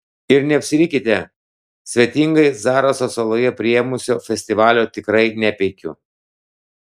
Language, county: Lithuanian, Klaipėda